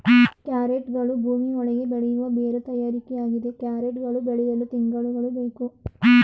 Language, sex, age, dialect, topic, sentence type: Kannada, female, 36-40, Mysore Kannada, agriculture, statement